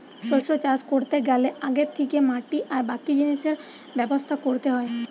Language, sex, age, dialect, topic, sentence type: Bengali, female, 18-24, Western, agriculture, statement